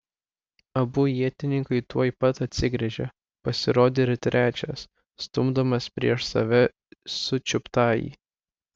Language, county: Lithuanian, Klaipėda